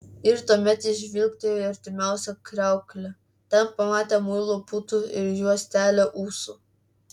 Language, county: Lithuanian, Klaipėda